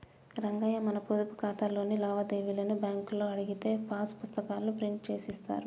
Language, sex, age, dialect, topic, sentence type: Telugu, male, 25-30, Telangana, banking, statement